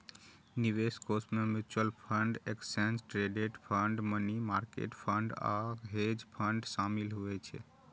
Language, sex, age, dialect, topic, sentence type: Maithili, male, 31-35, Eastern / Thethi, banking, statement